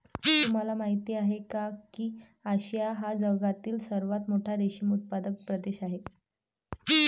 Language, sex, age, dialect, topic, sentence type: Marathi, female, 18-24, Varhadi, agriculture, statement